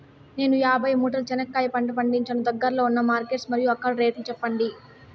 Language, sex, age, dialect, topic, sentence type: Telugu, female, 18-24, Southern, agriculture, question